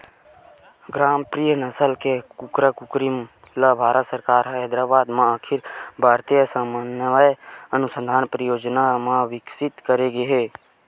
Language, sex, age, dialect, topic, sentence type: Chhattisgarhi, male, 18-24, Western/Budati/Khatahi, agriculture, statement